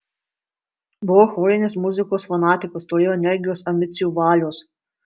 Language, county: Lithuanian, Marijampolė